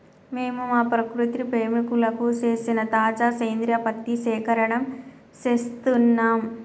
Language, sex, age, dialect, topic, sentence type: Telugu, male, 41-45, Telangana, agriculture, statement